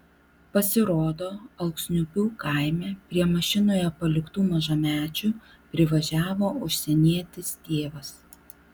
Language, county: Lithuanian, Vilnius